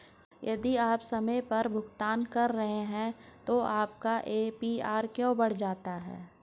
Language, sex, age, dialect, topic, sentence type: Hindi, male, 46-50, Hindustani Malvi Khadi Boli, banking, question